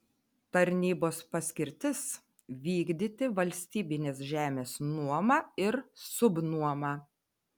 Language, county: Lithuanian, Telšiai